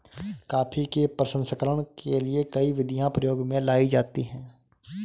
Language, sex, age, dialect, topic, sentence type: Hindi, male, 25-30, Awadhi Bundeli, agriculture, statement